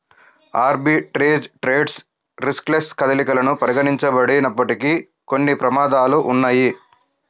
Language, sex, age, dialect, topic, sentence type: Telugu, male, 56-60, Central/Coastal, banking, statement